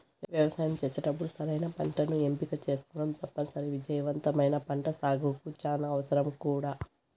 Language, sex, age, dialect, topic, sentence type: Telugu, male, 25-30, Southern, agriculture, statement